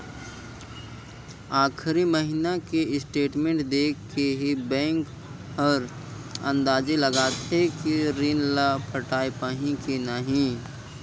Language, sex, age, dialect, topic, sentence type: Chhattisgarhi, male, 56-60, Northern/Bhandar, banking, statement